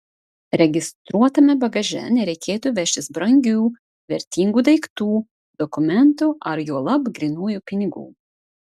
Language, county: Lithuanian, Vilnius